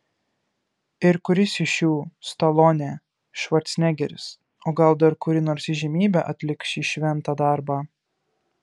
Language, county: Lithuanian, Kaunas